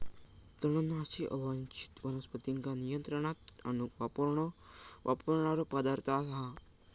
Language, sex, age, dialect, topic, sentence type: Marathi, male, 18-24, Southern Konkan, agriculture, statement